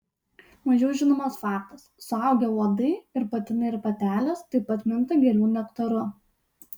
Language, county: Lithuanian, Utena